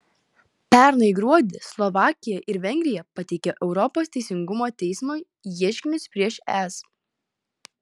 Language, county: Lithuanian, Klaipėda